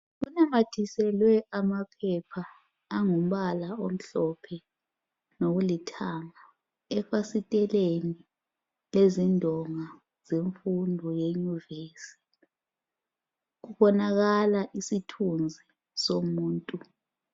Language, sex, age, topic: North Ndebele, female, 25-35, education